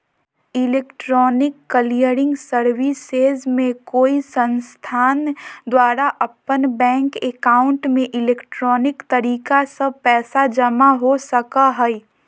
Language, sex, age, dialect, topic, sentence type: Magahi, female, 25-30, Southern, banking, statement